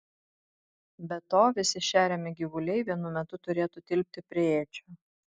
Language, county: Lithuanian, Vilnius